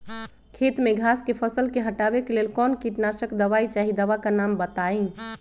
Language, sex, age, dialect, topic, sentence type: Magahi, female, 25-30, Western, agriculture, question